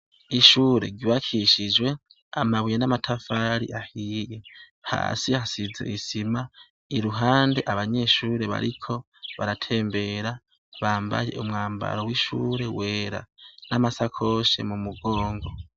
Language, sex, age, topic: Rundi, male, 18-24, education